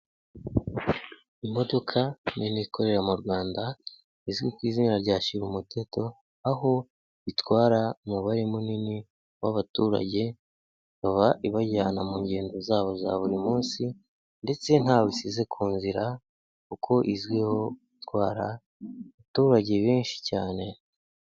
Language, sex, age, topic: Kinyarwanda, male, 18-24, government